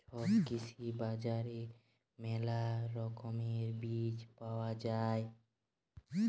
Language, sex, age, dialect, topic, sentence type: Bengali, male, 18-24, Jharkhandi, agriculture, statement